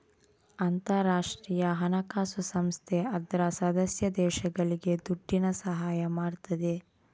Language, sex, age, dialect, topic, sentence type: Kannada, female, 18-24, Coastal/Dakshin, banking, statement